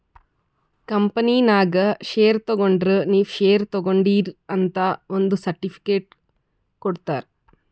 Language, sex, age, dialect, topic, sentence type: Kannada, female, 25-30, Northeastern, banking, statement